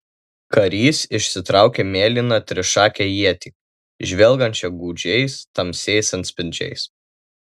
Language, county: Lithuanian, Tauragė